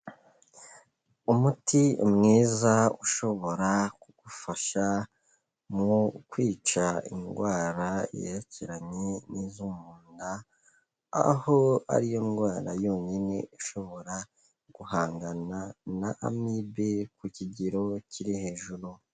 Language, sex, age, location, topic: Kinyarwanda, male, 18-24, Kigali, health